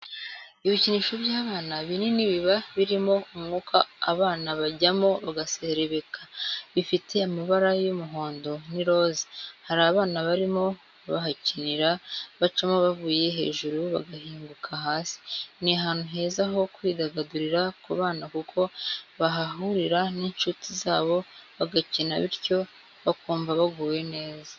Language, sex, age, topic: Kinyarwanda, female, 18-24, education